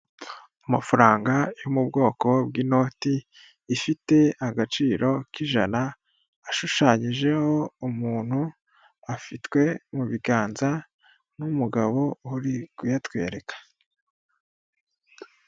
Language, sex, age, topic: Kinyarwanda, male, 18-24, finance